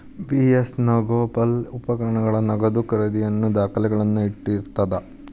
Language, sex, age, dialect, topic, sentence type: Kannada, male, 18-24, Dharwad Kannada, banking, statement